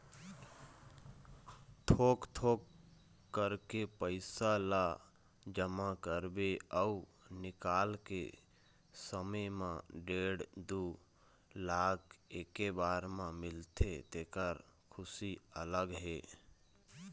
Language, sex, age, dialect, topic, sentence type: Chhattisgarhi, male, 31-35, Eastern, banking, statement